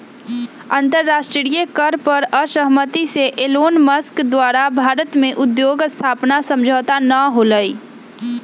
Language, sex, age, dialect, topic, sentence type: Magahi, female, 25-30, Western, banking, statement